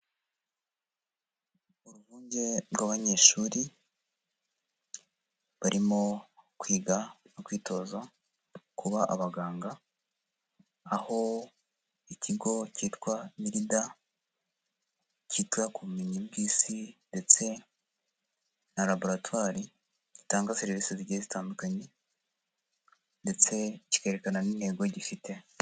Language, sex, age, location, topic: Kinyarwanda, female, 25-35, Huye, education